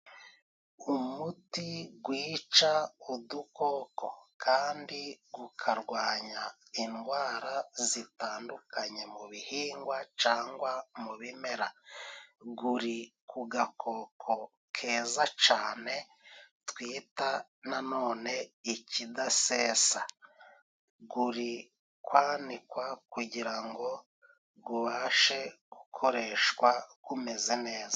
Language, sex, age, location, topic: Kinyarwanda, male, 36-49, Musanze, agriculture